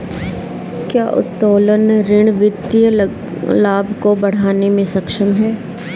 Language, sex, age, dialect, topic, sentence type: Hindi, female, 46-50, Kanauji Braj Bhasha, banking, statement